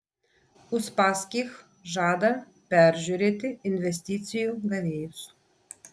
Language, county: Lithuanian, Vilnius